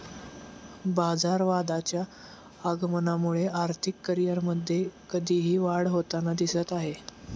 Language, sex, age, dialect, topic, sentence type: Marathi, male, 18-24, Standard Marathi, banking, statement